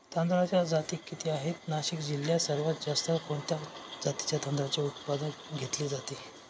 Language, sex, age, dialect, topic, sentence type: Marathi, male, 18-24, Northern Konkan, agriculture, question